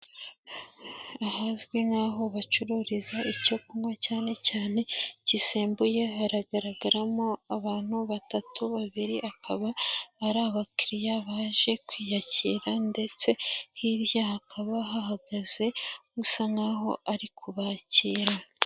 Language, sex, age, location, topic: Kinyarwanda, female, 25-35, Nyagatare, finance